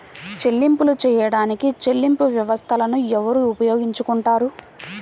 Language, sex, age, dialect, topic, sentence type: Telugu, female, 18-24, Central/Coastal, banking, question